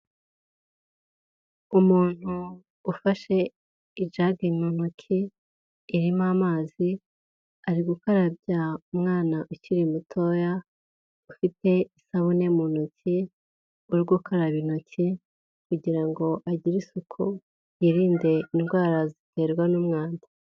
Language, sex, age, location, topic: Kinyarwanda, female, 18-24, Huye, health